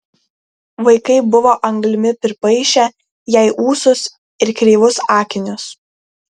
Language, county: Lithuanian, Kaunas